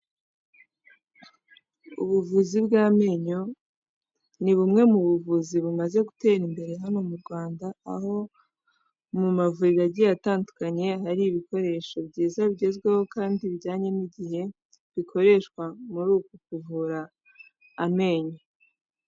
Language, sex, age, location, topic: Kinyarwanda, female, 18-24, Kigali, health